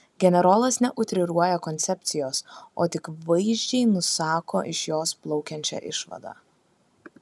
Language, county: Lithuanian, Kaunas